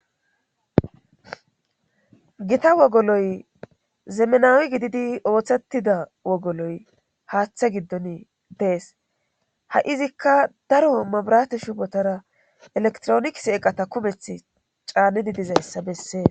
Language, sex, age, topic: Gamo, female, 36-49, government